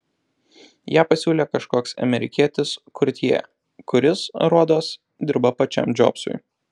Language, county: Lithuanian, Alytus